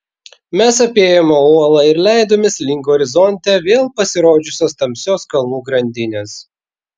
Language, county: Lithuanian, Vilnius